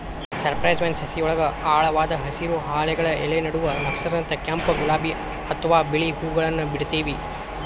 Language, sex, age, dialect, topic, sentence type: Kannada, male, 25-30, Dharwad Kannada, agriculture, statement